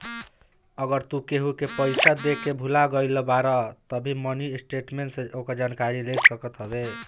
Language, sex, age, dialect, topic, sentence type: Bhojpuri, male, 60-100, Northern, banking, statement